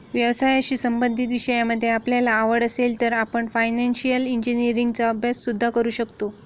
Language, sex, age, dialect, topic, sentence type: Marathi, female, 36-40, Standard Marathi, banking, statement